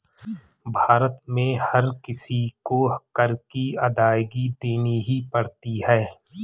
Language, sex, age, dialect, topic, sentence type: Hindi, male, 36-40, Marwari Dhudhari, banking, statement